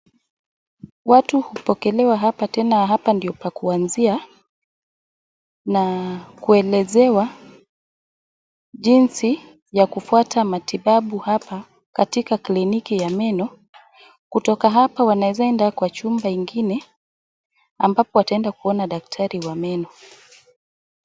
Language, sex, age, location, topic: Swahili, female, 25-35, Wajir, health